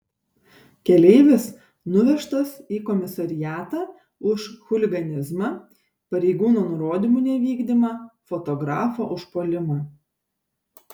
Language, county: Lithuanian, Šiauliai